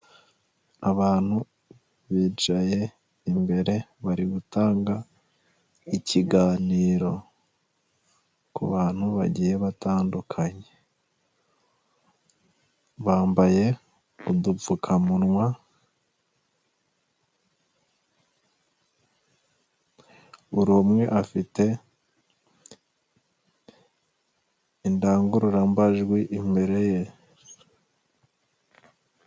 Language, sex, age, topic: Kinyarwanda, male, 25-35, health